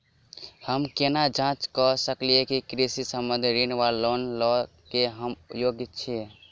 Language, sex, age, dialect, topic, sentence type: Maithili, male, 18-24, Southern/Standard, banking, question